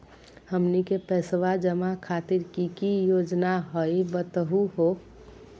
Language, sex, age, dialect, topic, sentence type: Magahi, female, 41-45, Southern, banking, question